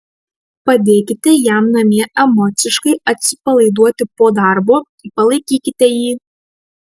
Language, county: Lithuanian, Marijampolė